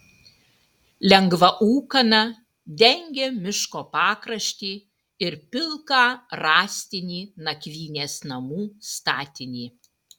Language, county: Lithuanian, Utena